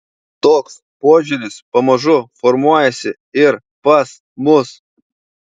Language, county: Lithuanian, Panevėžys